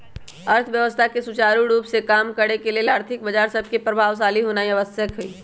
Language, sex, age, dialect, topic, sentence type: Magahi, male, 18-24, Western, banking, statement